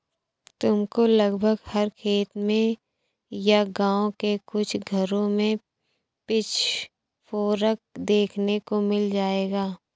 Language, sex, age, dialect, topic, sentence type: Hindi, female, 25-30, Awadhi Bundeli, agriculture, statement